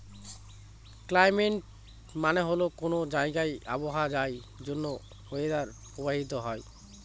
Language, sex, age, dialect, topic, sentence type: Bengali, male, <18, Northern/Varendri, agriculture, statement